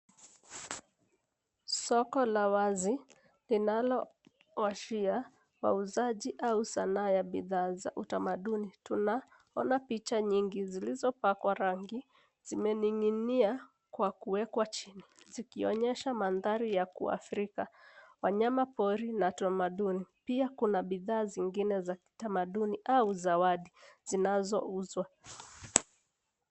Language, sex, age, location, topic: Swahili, female, 25-35, Nairobi, finance